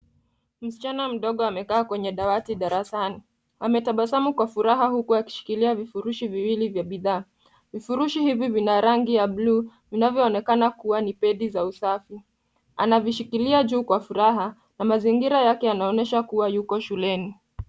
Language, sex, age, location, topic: Swahili, female, 25-35, Nairobi, health